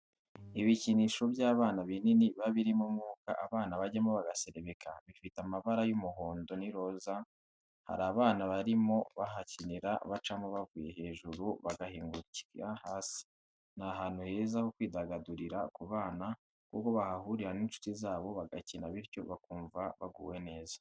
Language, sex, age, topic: Kinyarwanda, male, 18-24, education